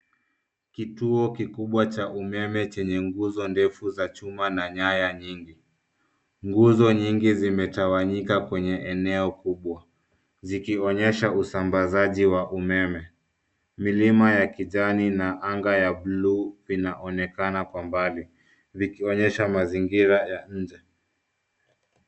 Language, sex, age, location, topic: Swahili, male, 25-35, Nairobi, government